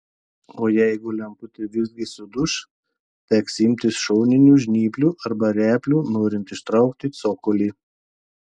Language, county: Lithuanian, Telšiai